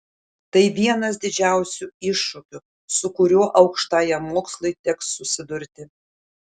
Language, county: Lithuanian, Šiauliai